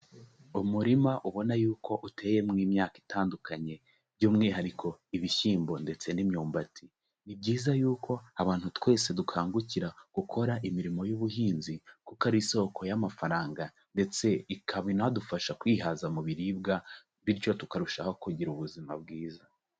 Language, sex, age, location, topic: Kinyarwanda, male, 18-24, Kigali, agriculture